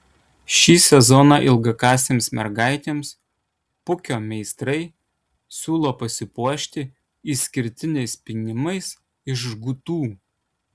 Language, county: Lithuanian, Kaunas